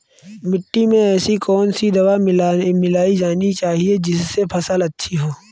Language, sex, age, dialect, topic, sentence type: Hindi, male, 31-35, Awadhi Bundeli, agriculture, question